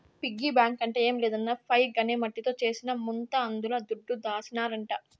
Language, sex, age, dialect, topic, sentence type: Telugu, female, 60-100, Southern, banking, statement